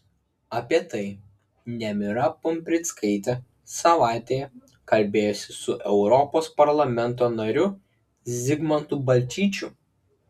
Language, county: Lithuanian, Klaipėda